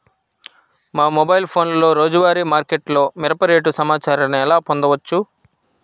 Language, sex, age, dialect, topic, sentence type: Telugu, male, 25-30, Central/Coastal, agriculture, question